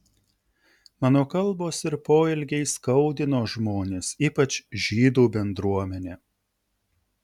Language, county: Lithuanian, Utena